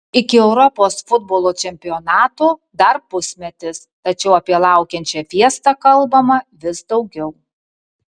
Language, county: Lithuanian, Kaunas